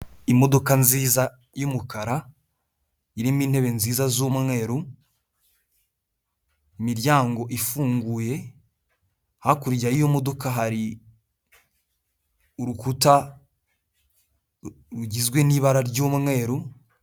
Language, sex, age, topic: Kinyarwanda, male, 18-24, finance